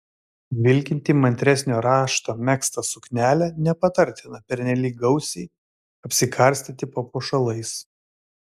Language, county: Lithuanian, Vilnius